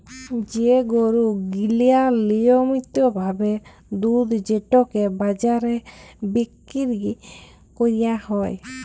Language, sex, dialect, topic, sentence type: Bengali, female, Jharkhandi, agriculture, statement